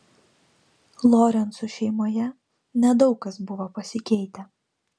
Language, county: Lithuanian, Vilnius